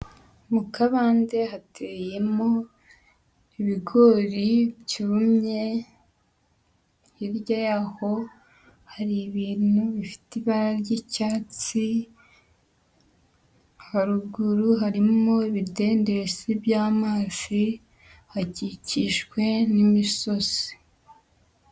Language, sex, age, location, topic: Kinyarwanda, female, 25-35, Huye, agriculture